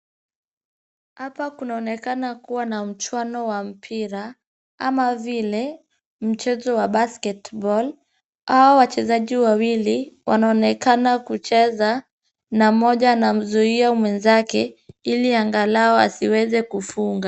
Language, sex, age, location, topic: Swahili, female, 25-35, Kisumu, government